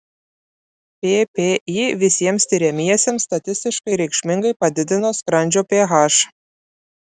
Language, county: Lithuanian, Klaipėda